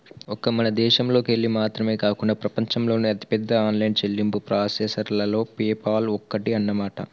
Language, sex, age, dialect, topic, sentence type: Telugu, male, 18-24, Telangana, banking, statement